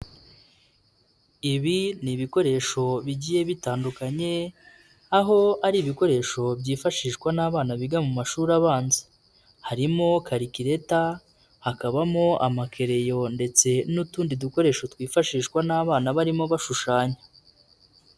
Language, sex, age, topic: Kinyarwanda, male, 25-35, education